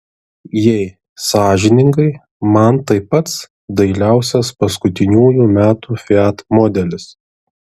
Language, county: Lithuanian, Šiauliai